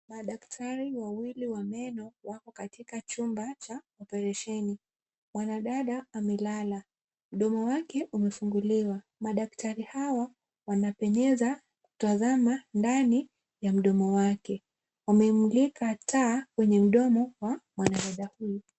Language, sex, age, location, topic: Swahili, female, 18-24, Kisumu, health